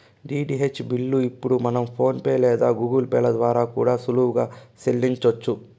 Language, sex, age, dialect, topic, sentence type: Telugu, female, 18-24, Southern, banking, statement